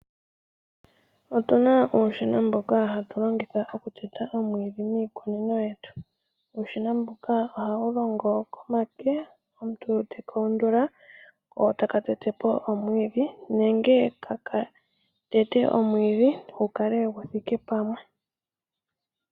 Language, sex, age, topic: Oshiwambo, female, 18-24, agriculture